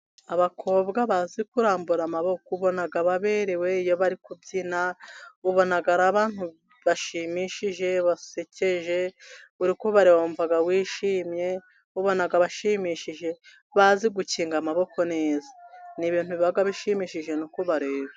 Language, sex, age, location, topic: Kinyarwanda, female, 36-49, Musanze, government